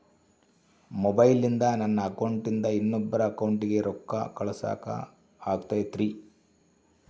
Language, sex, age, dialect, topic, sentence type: Kannada, male, 51-55, Central, banking, question